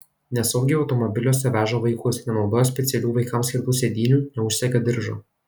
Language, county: Lithuanian, Kaunas